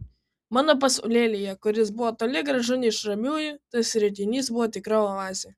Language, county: Lithuanian, Kaunas